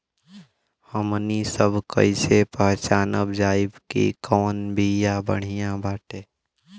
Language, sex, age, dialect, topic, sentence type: Bhojpuri, male, <18, Western, agriculture, question